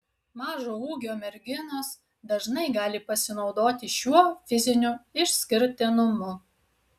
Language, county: Lithuanian, Utena